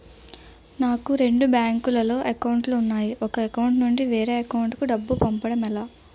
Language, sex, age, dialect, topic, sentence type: Telugu, female, 18-24, Utterandhra, banking, question